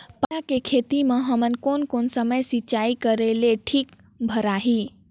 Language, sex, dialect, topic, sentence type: Chhattisgarhi, female, Northern/Bhandar, agriculture, question